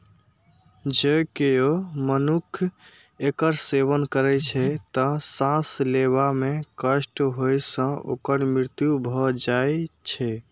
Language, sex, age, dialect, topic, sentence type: Maithili, male, 51-55, Eastern / Thethi, agriculture, statement